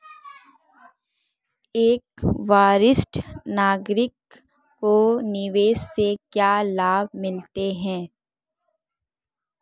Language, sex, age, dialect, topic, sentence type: Hindi, female, 18-24, Marwari Dhudhari, banking, question